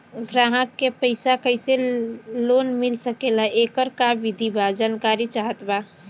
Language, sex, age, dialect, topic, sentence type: Bhojpuri, female, 18-24, Western, banking, question